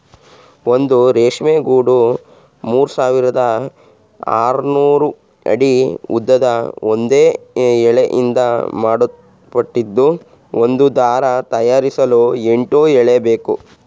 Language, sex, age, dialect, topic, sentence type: Kannada, male, 36-40, Mysore Kannada, agriculture, statement